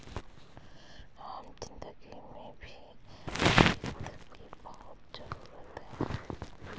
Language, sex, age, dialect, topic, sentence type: Hindi, female, 18-24, Marwari Dhudhari, banking, statement